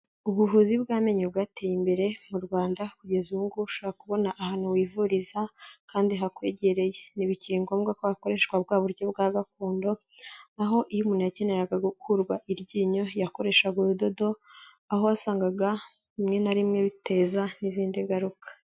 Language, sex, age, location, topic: Kinyarwanda, female, 18-24, Kigali, health